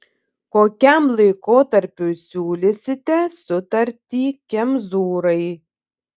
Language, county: Lithuanian, Panevėžys